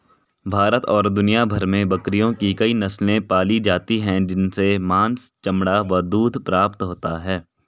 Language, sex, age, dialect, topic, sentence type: Hindi, male, 18-24, Marwari Dhudhari, agriculture, statement